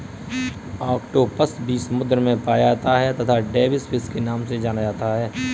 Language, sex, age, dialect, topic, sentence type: Hindi, male, 25-30, Kanauji Braj Bhasha, agriculture, statement